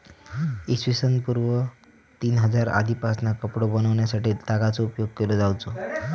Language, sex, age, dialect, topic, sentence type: Marathi, male, 18-24, Southern Konkan, agriculture, statement